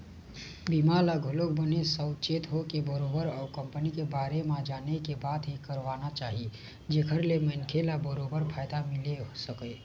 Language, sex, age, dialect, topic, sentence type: Chhattisgarhi, male, 18-24, Eastern, banking, statement